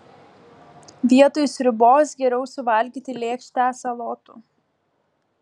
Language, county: Lithuanian, Klaipėda